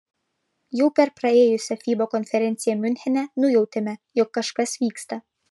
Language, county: Lithuanian, Vilnius